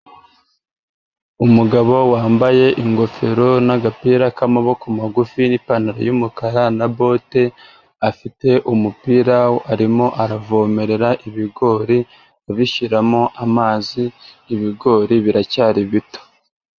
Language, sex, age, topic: Kinyarwanda, male, 25-35, agriculture